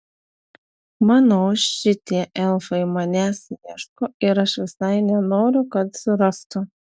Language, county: Lithuanian, Telšiai